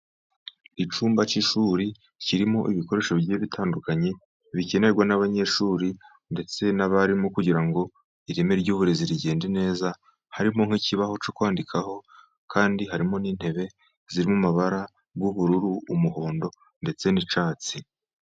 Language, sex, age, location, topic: Kinyarwanda, male, 50+, Musanze, education